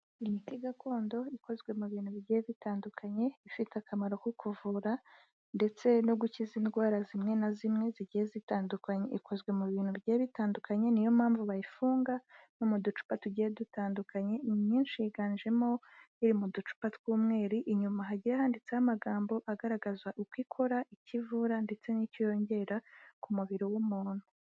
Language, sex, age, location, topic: Kinyarwanda, female, 18-24, Kigali, health